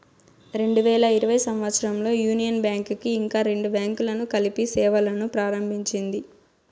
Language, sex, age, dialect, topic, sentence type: Telugu, female, 25-30, Southern, banking, statement